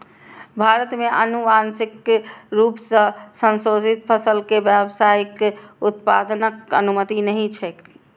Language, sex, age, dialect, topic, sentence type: Maithili, female, 60-100, Eastern / Thethi, agriculture, statement